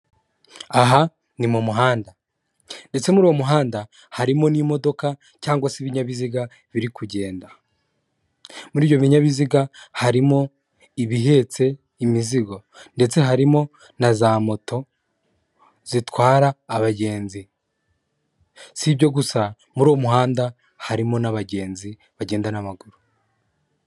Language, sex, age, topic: Kinyarwanda, male, 25-35, government